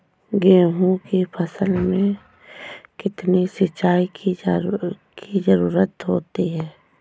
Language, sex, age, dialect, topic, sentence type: Hindi, female, 25-30, Awadhi Bundeli, agriculture, question